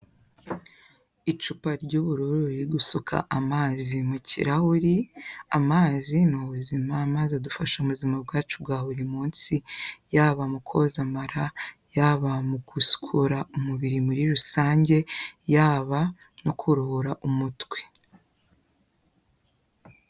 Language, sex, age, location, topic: Kinyarwanda, female, 18-24, Kigali, health